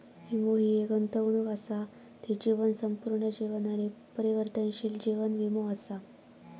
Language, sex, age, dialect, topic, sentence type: Marathi, female, 41-45, Southern Konkan, banking, statement